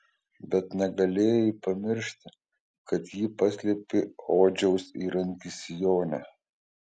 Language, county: Lithuanian, Kaunas